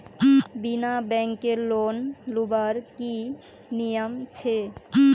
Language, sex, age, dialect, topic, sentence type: Magahi, female, 18-24, Northeastern/Surjapuri, banking, question